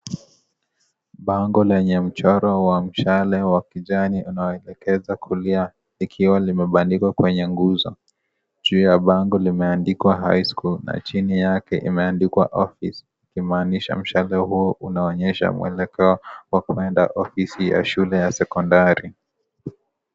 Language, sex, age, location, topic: Swahili, male, 25-35, Kisii, education